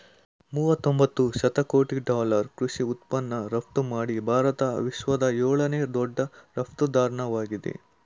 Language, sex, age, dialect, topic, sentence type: Kannada, male, 18-24, Mysore Kannada, agriculture, statement